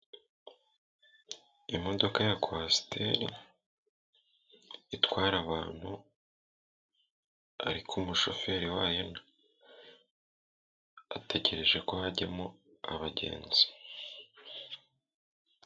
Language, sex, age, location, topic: Kinyarwanda, male, 18-24, Musanze, government